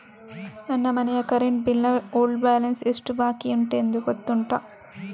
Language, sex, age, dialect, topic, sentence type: Kannada, female, 25-30, Coastal/Dakshin, banking, question